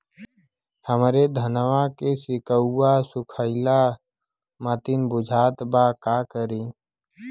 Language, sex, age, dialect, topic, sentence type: Bhojpuri, male, 18-24, Western, agriculture, question